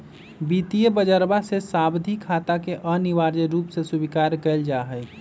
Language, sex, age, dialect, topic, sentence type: Magahi, male, 25-30, Western, banking, statement